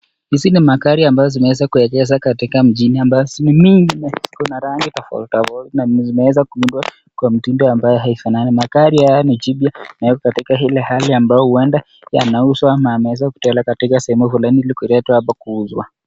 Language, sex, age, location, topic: Swahili, male, 25-35, Nakuru, finance